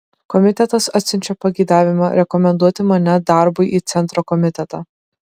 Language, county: Lithuanian, Šiauliai